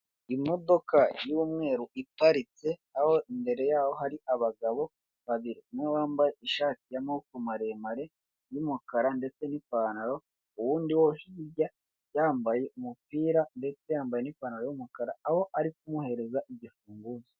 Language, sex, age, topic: Kinyarwanda, male, 25-35, finance